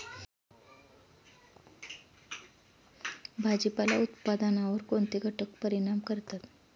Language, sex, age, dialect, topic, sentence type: Marathi, female, 25-30, Standard Marathi, agriculture, question